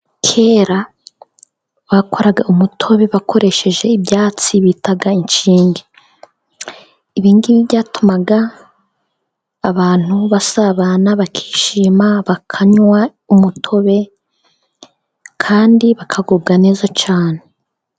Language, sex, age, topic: Kinyarwanda, female, 18-24, government